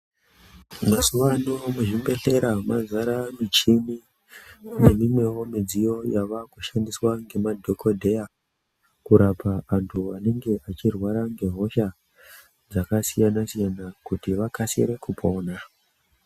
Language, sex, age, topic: Ndau, male, 18-24, health